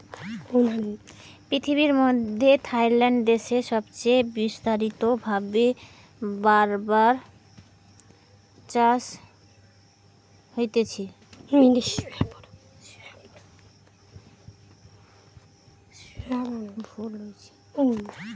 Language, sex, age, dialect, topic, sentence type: Bengali, female, 25-30, Western, agriculture, statement